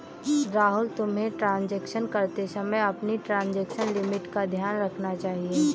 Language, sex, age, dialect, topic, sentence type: Hindi, female, 18-24, Kanauji Braj Bhasha, banking, statement